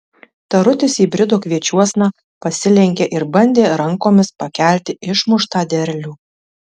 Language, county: Lithuanian, Tauragė